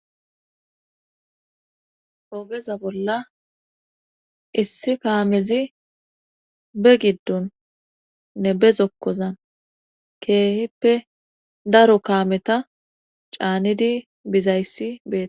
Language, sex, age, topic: Gamo, female, 25-35, government